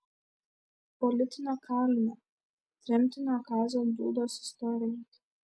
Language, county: Lithuanian, Šiauliai